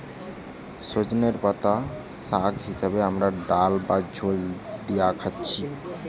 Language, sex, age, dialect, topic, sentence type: Bengali, male, 18-24, Western, agriculture, statement